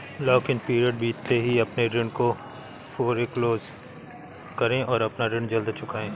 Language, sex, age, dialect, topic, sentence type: Hindi, male, 31-35, Awadhi Bundeli, banking, statement